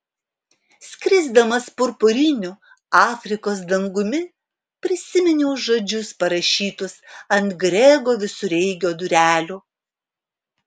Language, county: Lithuanian, Alytus